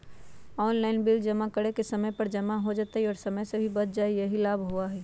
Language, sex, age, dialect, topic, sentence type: Magahi, female, 31-35, Western, banking, question